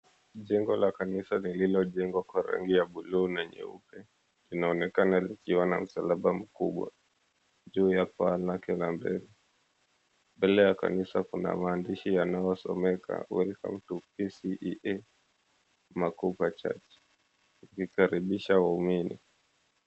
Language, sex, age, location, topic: Swahili, male, 25-35, Mombasa, government